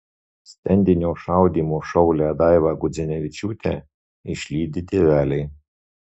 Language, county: Lithuanian, Marijampolė